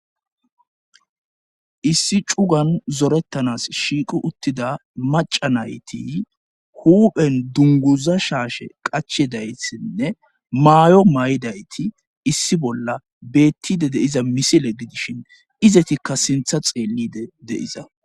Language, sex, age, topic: Gamo, male, 25-35, government